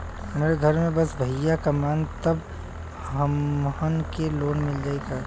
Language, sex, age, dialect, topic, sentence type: Bhojpuri, male, 25-30, Western, banking, question